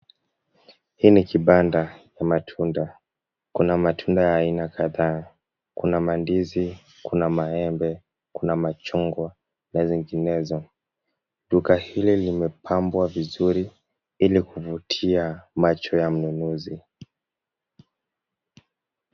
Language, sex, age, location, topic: Swahili, male, 18-24, Kisumu, finance